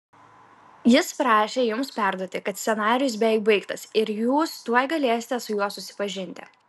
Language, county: Lithuanian, Klaipėda